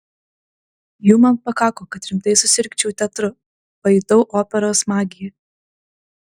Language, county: Lithuanian, Klaipėda